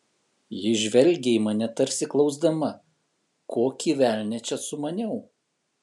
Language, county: Lithuanian, Kaunas